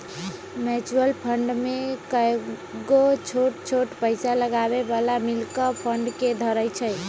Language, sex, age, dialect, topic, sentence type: Magahi, female, 18-24, Western, banking, statement